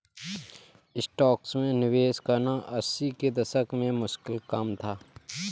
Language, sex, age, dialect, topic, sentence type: Hindi, male, 18-24, Kanauji Braj Bhasha, banking, statement